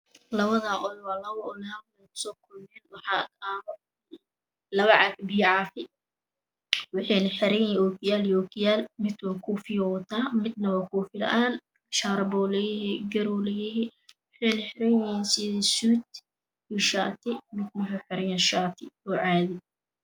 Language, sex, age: Somali, female, 18-24